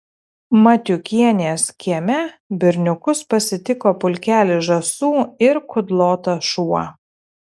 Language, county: Lithuanian, Telšiai